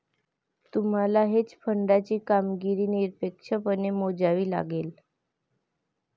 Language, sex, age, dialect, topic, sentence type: Marathi, female, 18-24, Varhadi, banking, statement